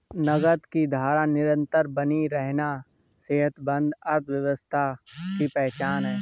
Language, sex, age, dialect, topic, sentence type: Hindi, male, 18-24, Awadhi Bundeli, banking, statement